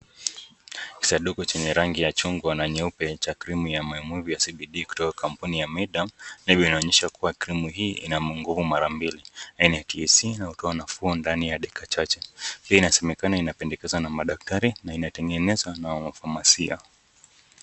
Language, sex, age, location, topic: Swahili, male, 25-35, Nakuru, health